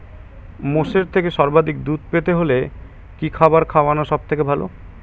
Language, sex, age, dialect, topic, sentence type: Bengali, male, 18-24, Standard Colloquial, agriculture, question